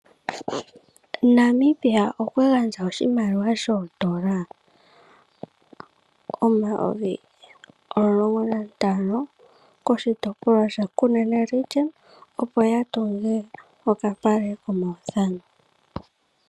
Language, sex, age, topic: Oshiwambo, female, 18-24, finance